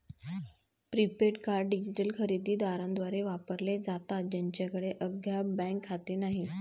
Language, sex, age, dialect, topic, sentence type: Marathi, female, 25-30, Varhadi, banking, statement